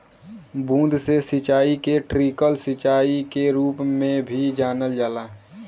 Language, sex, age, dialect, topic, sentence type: Bhojpuri, male, 18-24, Western, agriculture, statement